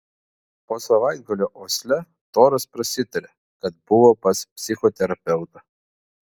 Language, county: Lithuanian, Vilnius